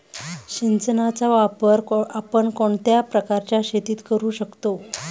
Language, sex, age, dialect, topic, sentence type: Marathi, female, 31-35, Standard Marathi, agriculture, question